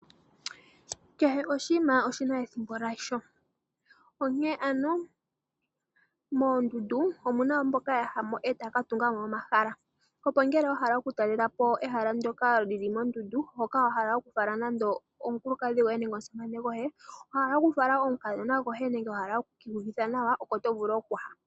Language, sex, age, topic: Oshiwambo, female, 18-24, agriculture